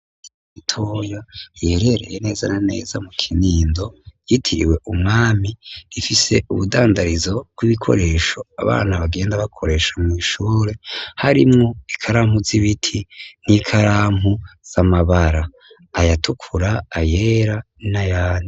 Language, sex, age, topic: Rundi, male, 18-24, education